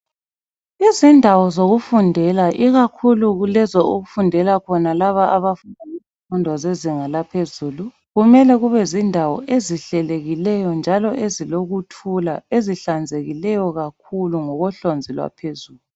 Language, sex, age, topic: North Ndebele, female, 25-35, education